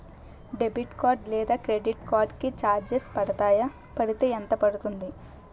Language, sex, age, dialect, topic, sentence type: Telugu, female, 18-24, Utterandhra, banking, question